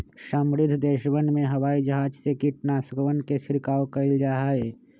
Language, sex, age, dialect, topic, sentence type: Magahi, male, 25-30, Western, agriculture, statement